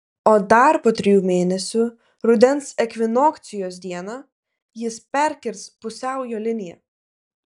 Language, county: Lithuanian, Klaipėda